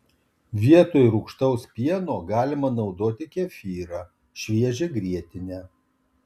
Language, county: Lithuanian, Kaunas